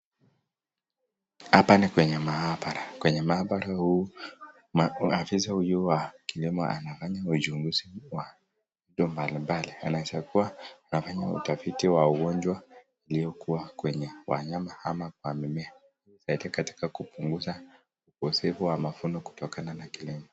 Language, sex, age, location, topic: Swahili, male, 18-24, Nakuru, agriculture